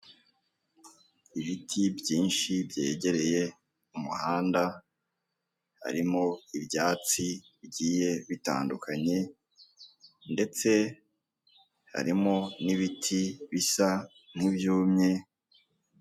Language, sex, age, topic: Kinyarwanda, male, 18-24, government